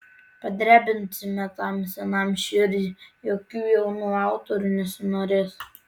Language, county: Lithuanian, Tauragė